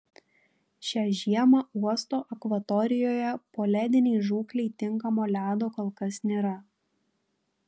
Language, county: Lithuanian, Panevėžys